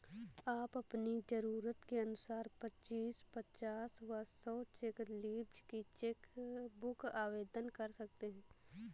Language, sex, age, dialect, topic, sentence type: Hindi, female, 18-24, Awadhi Bundeli, banking, statement